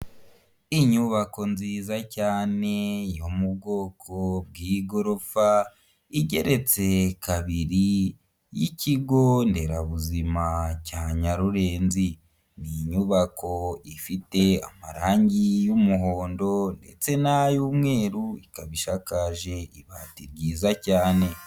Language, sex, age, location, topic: Kinyarwanda, male, 25-35, Huye, health